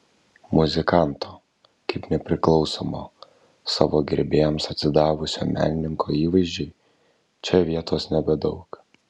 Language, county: Lithuanian, Kaunas